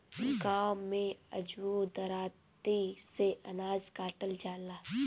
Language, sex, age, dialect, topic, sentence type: Bhojpuri, female, 18-24, Northern, agriculture, statement